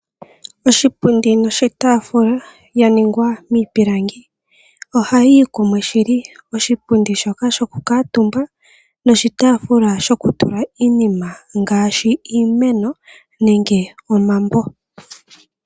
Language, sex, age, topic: Oshiwambo, female, 18-24, finance